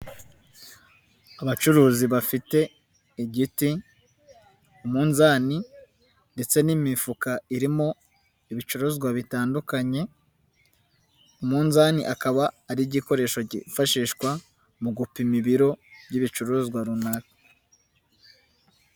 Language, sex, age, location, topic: Kinyarwanda, male, 18-24, Nyagatare, finance